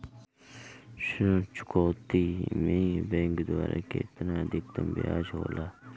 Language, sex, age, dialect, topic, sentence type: Bhojpuri, male, 18-24, Northern, banking, question